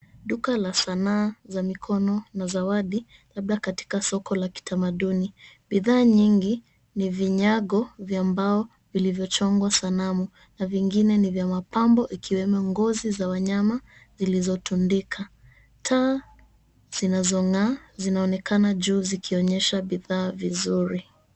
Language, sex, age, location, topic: Swahili, female, 25-35, Mombasa, finance